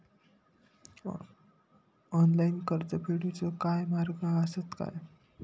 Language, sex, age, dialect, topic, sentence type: Marathi, male, 60-100, Southern Konkan, banking, question